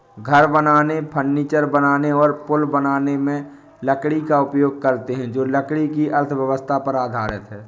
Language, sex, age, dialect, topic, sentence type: Hindi, male, 18-24, Awadhi Bundeli, agriculture, statement